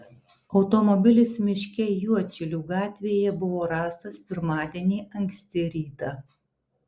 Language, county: Lithuanian, Alytus